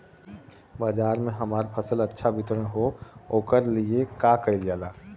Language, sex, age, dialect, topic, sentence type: Bhojpuri, male, 18-24, Western, agriculture, question